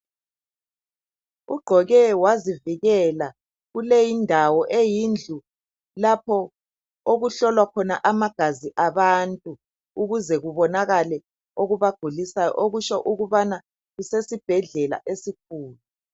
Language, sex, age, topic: North Ndebele, male, 50+, health